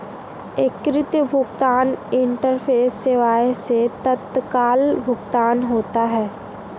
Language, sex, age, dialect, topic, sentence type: Hindi, female, 18-24, Marwari Dhudhari, banking, statement